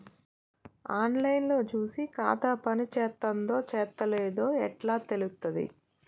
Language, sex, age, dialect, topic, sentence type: Telugu, female, 25-30, Telangana, banking, question